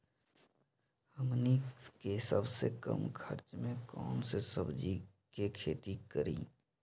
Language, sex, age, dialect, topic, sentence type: Magahi, male, 18-24, Western, agriculture, question